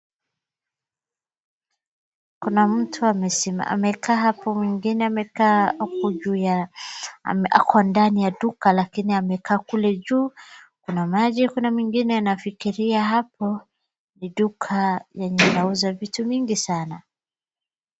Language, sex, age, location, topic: Swahili, female, 25-35, Wajir, finance